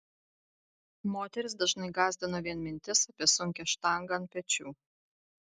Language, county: Lithuanian, Vilnius